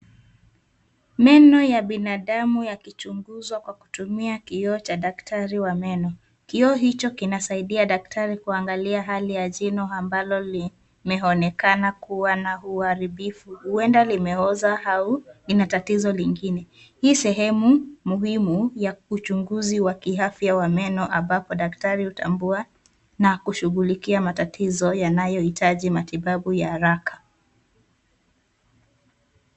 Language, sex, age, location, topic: Swahili, female, 18-24, Nairobi, health